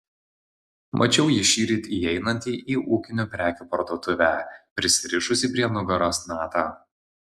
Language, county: Lithuanian, Vilnius